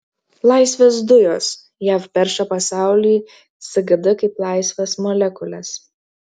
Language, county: Lithuanian, Klaipėda